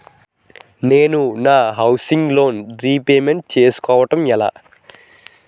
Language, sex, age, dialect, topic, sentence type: Telugu, male, 18-24, Utterandhra, banking, question